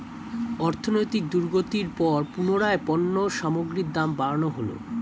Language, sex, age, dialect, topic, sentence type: Bengali, male, 18-24, Standard Colloquial, banking, statement